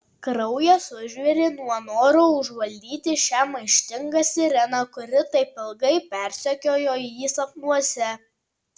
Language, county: Lithuanian, Tauragė